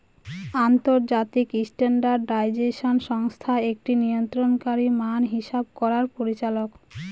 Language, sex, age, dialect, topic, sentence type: Bengali, female, 25-30, Northern/Varendri, banking, statement